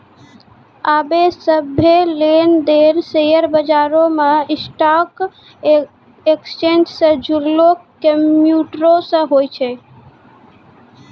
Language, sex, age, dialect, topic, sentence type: Maithili, female, 18-24, Angika, banking, statement